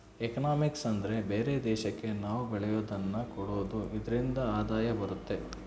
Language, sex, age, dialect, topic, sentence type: Kannada, male, 25-30, Central, banking, statement